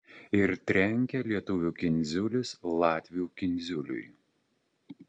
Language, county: Lithuanian, Utena